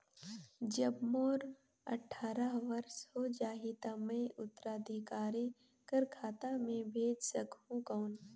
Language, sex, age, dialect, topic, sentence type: Chhattisgarhi, female, 18-24, Northern/Bhandar, banking, question